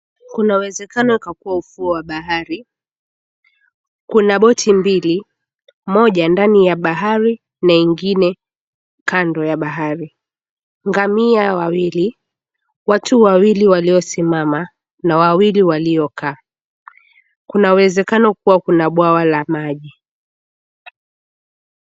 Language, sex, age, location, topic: Swahili, female, 18-24, Mombasa, government